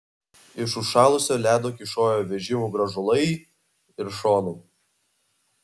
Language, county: Lithuanian, Vilnius